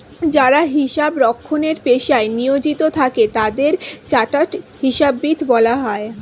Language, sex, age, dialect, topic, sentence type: Bengali, female, 18-24, Standard Colloquial, banking, statement